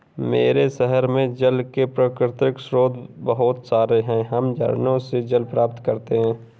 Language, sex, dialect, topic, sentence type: Hindi, male, Kanauji Braj Bhasha, agriculture, statement